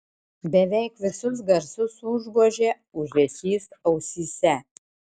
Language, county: Lithuanian, Šiauliai